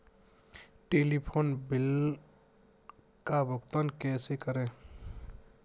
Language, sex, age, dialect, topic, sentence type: Hindi, male, 60-100, Kanauji Braj Bhasha, banking, question